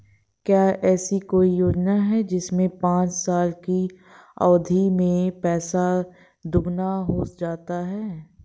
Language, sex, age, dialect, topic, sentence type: Hindi, female, 18-24, Awadhi Bundeli, banking, question